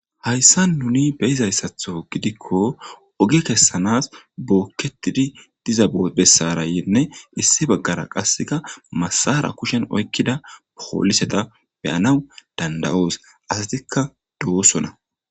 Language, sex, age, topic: Gamo, male, 18-24, government